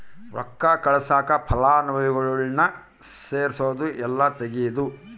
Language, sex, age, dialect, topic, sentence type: Kannada, male, 51-55, Central, banking, statement